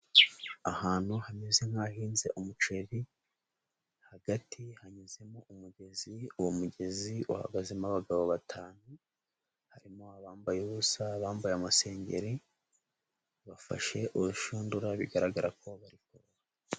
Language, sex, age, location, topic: Kinyarwanda, male, 18-24, Nyagatare, agriculture